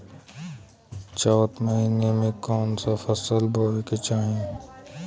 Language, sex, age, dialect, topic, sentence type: Bhojpuri, male, 18-24, Western, agriculture, question